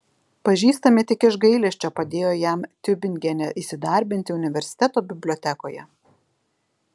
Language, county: Lithuanian, Alytus